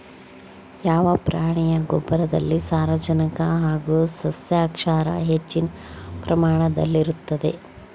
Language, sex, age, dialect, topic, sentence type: Kannada, female, 25-30, Central, agriculture, question